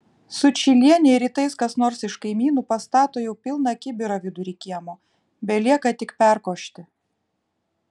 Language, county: Lithuanian, Vilnius